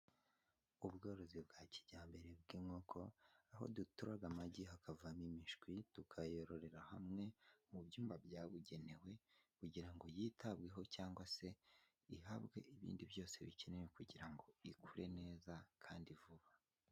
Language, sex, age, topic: Kinyarwanda, male, 18-24, agriculture